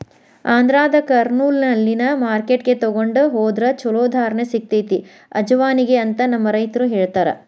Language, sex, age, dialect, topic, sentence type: Kannada, female, 41-45, Dharwad Kannada, agriculture, statement